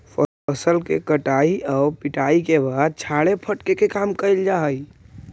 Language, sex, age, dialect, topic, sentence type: Magahi, male, 18-24, Central/Standard, agriculture, statement